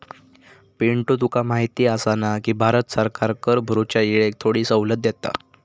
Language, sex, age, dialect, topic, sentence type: Marathi, male, 18-24, Southern Konkan, banking, statement